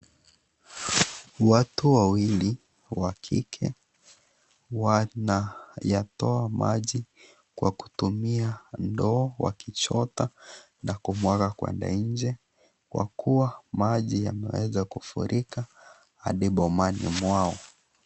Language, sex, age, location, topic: Swahili, male, 25-35, Kisii, health